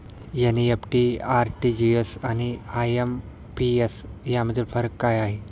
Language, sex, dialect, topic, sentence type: Marathi, male, Standard Marathi, banking, question